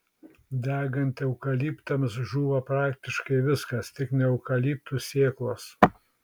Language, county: Lithuanian, Šiauliai